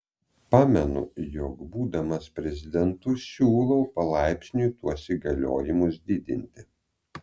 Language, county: Lithuanian, Vilnius